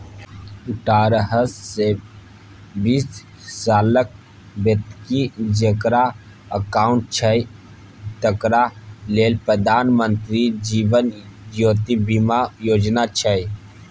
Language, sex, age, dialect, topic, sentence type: Maithili, male, 31-35, Bajjika, banking, statement